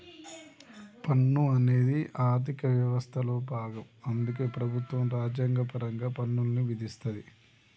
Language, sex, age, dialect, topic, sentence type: Telugu, male, 31-35, Telangana, banking, statement